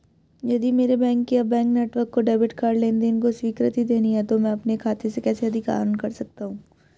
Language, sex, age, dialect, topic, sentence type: Hindi, female, 18-24, Hindustani Malvi Khadi Boli, banking, question